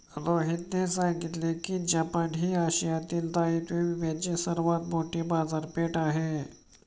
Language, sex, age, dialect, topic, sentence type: Marathi, male, 25-30, Standard Marathi, banking, statement